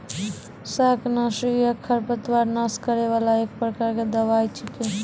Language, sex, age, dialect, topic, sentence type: Maithili, female, 18-24, Angika, agriculture, statement